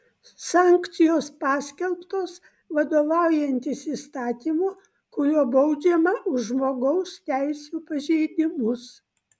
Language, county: Lithuanian, Vilnius